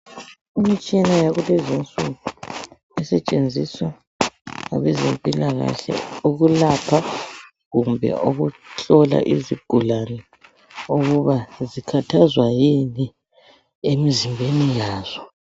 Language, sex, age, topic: North Ndebele, male, 36-49, health